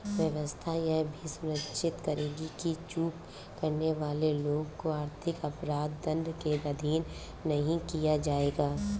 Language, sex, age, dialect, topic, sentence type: Hindi, female, 18-24, Awadhi Bundeli, banking, statement